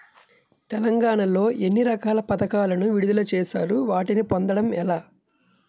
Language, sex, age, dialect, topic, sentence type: Telugu, male, 25-30, Utterandhra, agriculture, question